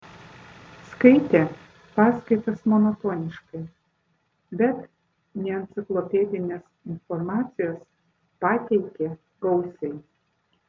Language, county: Lithuanian, Vilnius